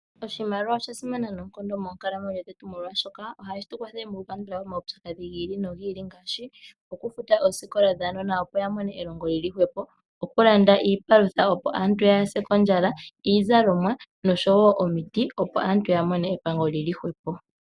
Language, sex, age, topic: Oshiwambo, female, 18-24, finance